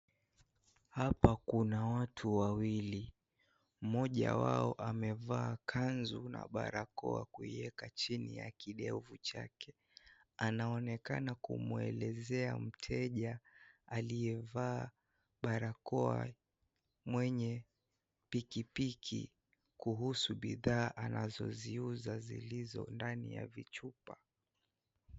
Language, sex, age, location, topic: Swahili, male, 18-24, Kisii, health